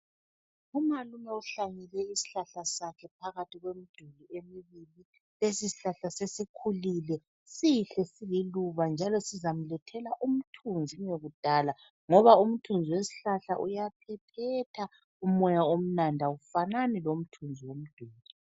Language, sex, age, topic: North Ndebele, female, 36-49, health